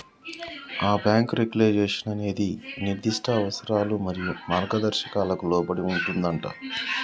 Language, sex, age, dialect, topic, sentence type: Telugu, male, 31-35, Telangana, banking, statement